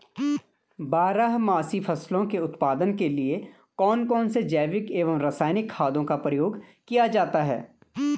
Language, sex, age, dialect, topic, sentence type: Hindi, male, 25-30, Garhwali, agriculture, question